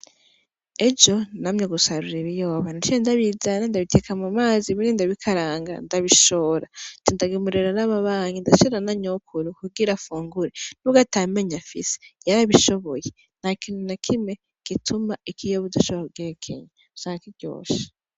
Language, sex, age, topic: Rundi, female, 18-24, agriculture